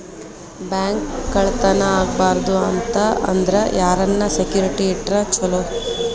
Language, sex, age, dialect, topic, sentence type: Kannada, female, 25-30, Dharwad Kannada, banking, statement